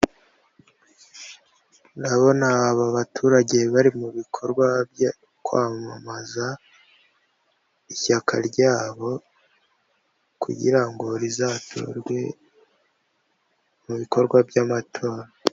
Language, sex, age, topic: Kinyarwanda, female, 25-35, government